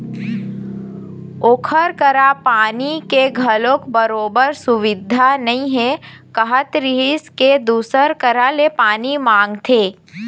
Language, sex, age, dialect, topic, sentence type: Chhattisgarhi, female, 25-30, Eastern, agriculture, statement